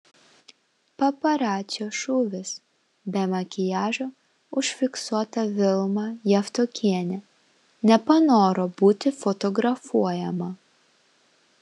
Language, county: Lithuanian, Vilnius